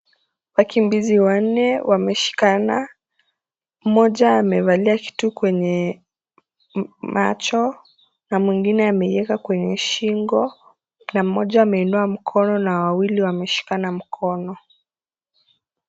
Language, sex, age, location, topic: Swahili, female, 18-24, Kisii, education